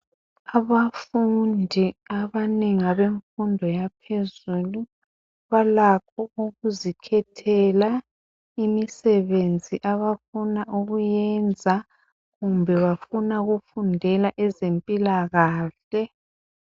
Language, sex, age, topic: North Ndebele, male, 50+, education